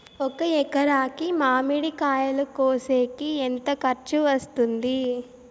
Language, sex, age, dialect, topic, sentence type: Telugu, female, 18-24, Southern, agriculture, question